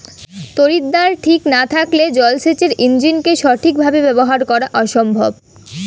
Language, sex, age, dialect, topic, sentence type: Bengali, female, 18-24, Rajbangshi, agriculture, question